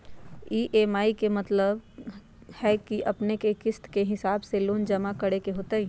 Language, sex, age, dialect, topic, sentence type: Magahi, female, 31-35, Western, banking, question